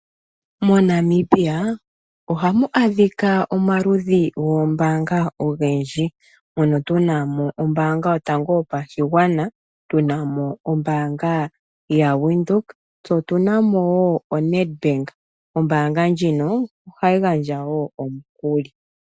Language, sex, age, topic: Oshiwambo, female, 25-35, finance